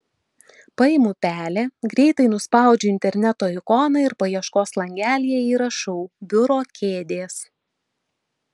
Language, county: Lithuanian, Vilnius